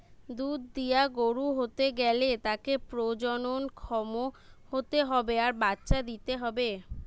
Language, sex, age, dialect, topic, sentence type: Bengali, female, 25-30, Western, agriculture, statement